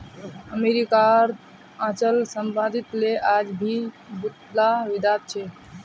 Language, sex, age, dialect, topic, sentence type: Magahi, female, 60-100, Northeastern/Surjapuri, banking, statement